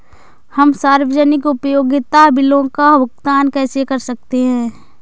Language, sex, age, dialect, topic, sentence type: Hindi, female, 25-30, Awadhi Bundeli, banking, question